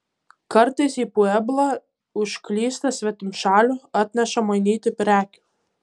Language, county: Lithuanian, Kaunas